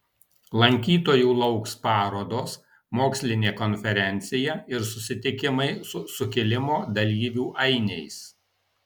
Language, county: Lithuanian, Alytus